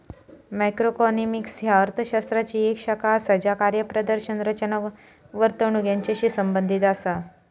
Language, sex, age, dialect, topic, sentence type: Marathi, female, 18-24, Southern Konkan, banking, statement